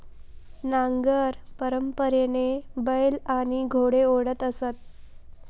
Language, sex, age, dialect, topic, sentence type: Marathi, female, 18-24, Southern Konkan, agriculture, statement